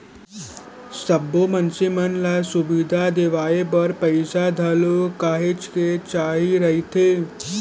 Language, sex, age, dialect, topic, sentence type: Chhattisgarhi, male, 18-24, Central, banking, statement